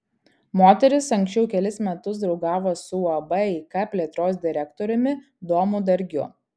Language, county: Lithuanian, Kaunas